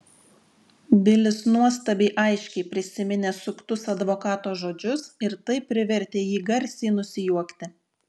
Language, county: Lithuanian, Šiauliai